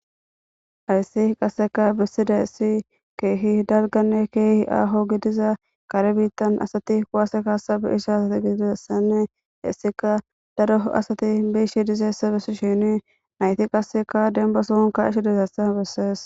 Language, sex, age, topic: Gamo, female, 18-24, government